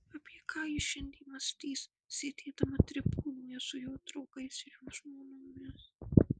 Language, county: Lithuanian, Marijampolė